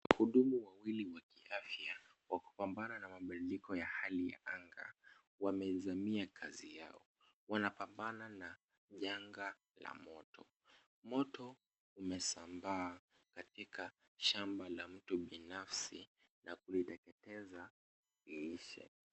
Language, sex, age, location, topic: Swahili, male, 25-35, Kisumu, health